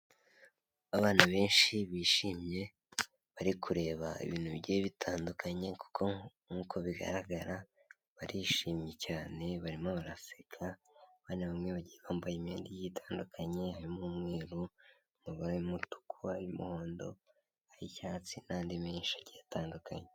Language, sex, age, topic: Kinyarwanda, male, 18-24, health